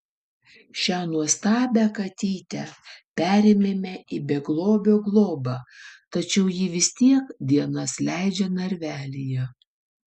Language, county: Lithuanian, Vilnius